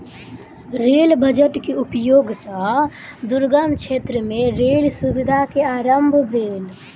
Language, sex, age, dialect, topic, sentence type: Maithili, female, 18-24, Southern/Standard, banking, statement